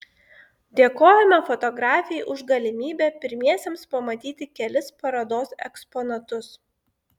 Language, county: Lithuanian, Klaipėda